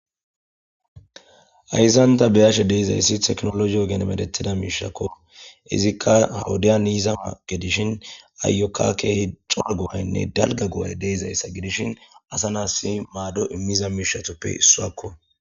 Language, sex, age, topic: Gamo, male, 25-35, government